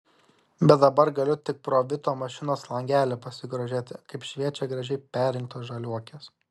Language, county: Lithuanian, Šiauliai